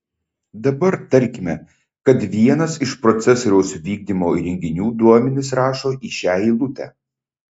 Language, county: Lithuanian, Šiauliai